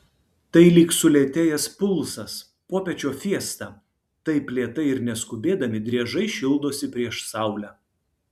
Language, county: Lithuanian, Kaunas